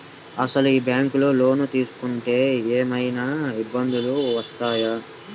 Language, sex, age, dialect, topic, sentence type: Telugu, male, 18-24, Central/Coastal, banking, question